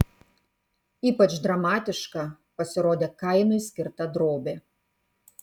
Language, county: Lithuanian, Kaunas